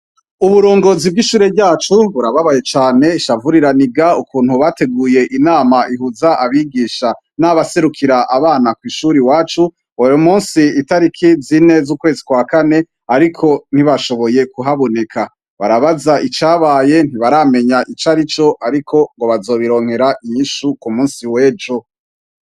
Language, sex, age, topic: Rundi, male, 25-35, education